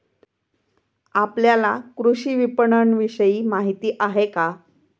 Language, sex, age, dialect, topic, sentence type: Marathi, female, 51-55, Standard Marathi, agriculture, statement